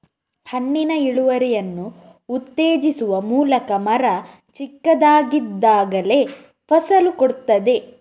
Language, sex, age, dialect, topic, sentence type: Kannada, female, 31-35, Coastal/Dakshin, agriculture, statement